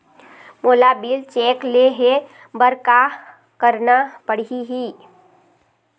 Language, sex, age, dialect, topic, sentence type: Chhattisgarhi, female, 51-55, Eastern, banking, question